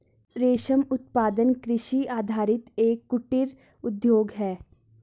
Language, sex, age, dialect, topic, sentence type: Hindi, female, 41-45, Garhwali, agriculture, statement